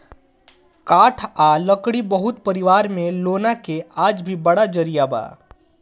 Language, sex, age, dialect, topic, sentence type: Bhojpuri, male, 25-30, Northern, agriculture, statement